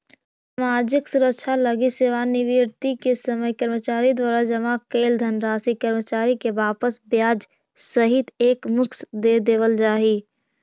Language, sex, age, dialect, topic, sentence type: Magahi, female, 18-24, Central/Standard, banking, statement